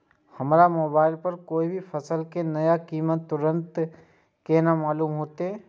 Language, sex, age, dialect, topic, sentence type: Maithili, male, 18-24, Eastern / Thethi, agriculture, question